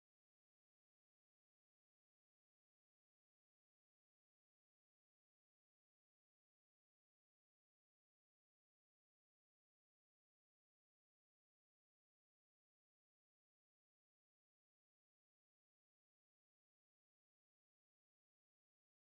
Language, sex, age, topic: Kinyarwanda, female, 18-24, education